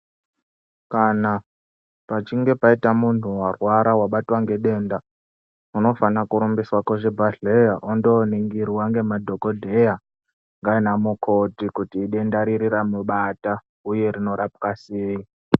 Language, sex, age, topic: Ndau, male, 18-24, health